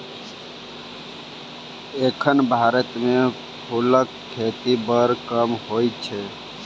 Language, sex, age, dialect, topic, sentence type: Maithili, male, 18-24, Bajjika, agriculture, statement